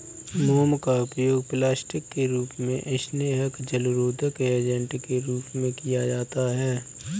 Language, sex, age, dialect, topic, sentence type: Hindi, male, 25-30, Kanauji Braj Bhasha, agriculture, statement